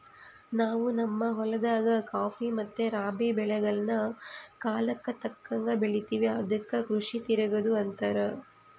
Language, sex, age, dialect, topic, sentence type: Kannada, female, 25-30, Central, agriculture, statement